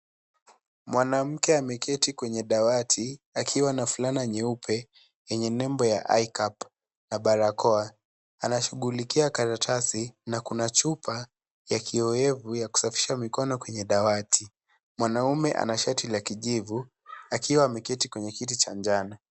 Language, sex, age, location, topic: Swahili, male, 18-24, Kisii, health